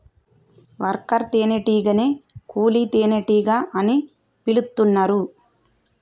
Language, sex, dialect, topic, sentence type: Telugu, female, Telangana, agriculture, statement